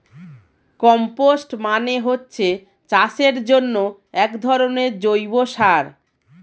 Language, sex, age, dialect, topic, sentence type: Bengali, female, 36-40, Standard Colloquial, agriculture, statement